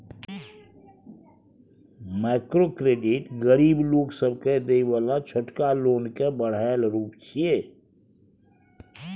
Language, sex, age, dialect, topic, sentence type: Maithili, male, 60-100, Bajjika, banking, statement